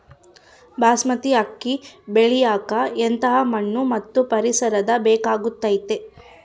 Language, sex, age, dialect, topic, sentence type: Kannada, female, 31-35, Central, agriculture, question